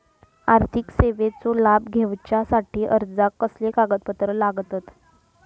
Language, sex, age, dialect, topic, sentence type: Marathi, female, 25-30, Southern Konkan, banking, question